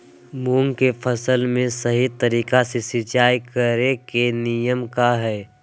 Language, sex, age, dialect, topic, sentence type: Magahi, male, 31-35, Southern, agriculture, question